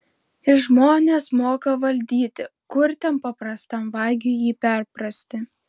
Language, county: Lithuanian, Šiauliai